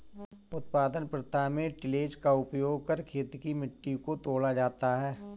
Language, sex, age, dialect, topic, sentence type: Hindi, male, 41-45, Kanauji Braj Bhasha, agriculture, statement